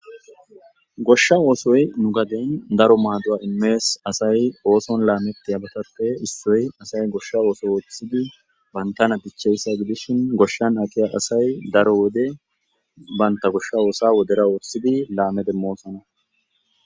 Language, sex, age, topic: Gamo, male, 25-35, agriculture